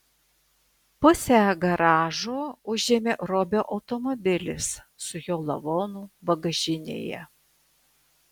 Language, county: Lithuanian, Vilnius